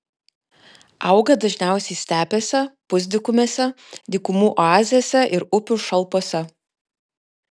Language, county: Lithuanian, Klaipėda